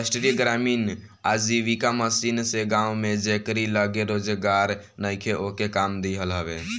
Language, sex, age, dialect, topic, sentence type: Bhojpuri, male, <18, Northern, banking, statement